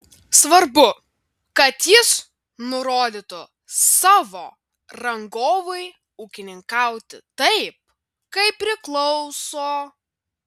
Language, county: Lithuanian, Vilnius